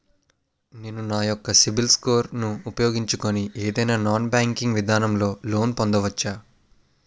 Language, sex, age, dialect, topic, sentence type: Telugu, male, 18-24, Utterandhra, banking, question